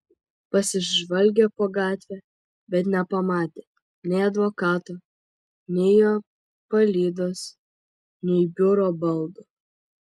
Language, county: Lithuanian, Vilnius